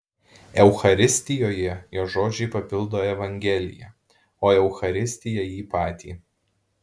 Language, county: Lithuanian, Alytus